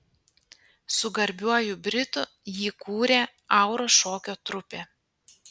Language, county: Lithuanian, Panevėžys